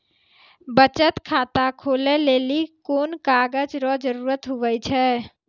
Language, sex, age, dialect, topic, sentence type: Maithili, female, 18-24, Angika, banking, statement